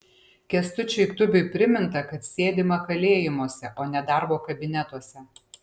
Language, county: Lithuanian, Panevėžys